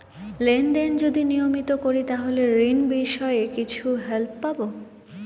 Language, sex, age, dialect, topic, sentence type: Bengali, female, 18-24, Northern/Varendri, banking, question